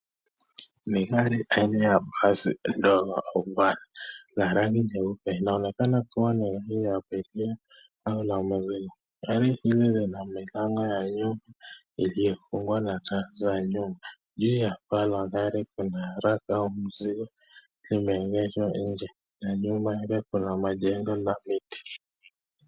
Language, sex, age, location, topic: Swahili, male, 25-35, Nakuru, finance